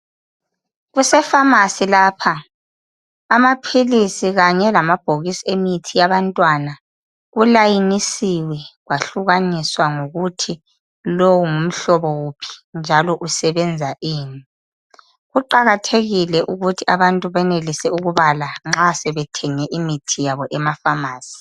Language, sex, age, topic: North Ndebele, female, 25-35, health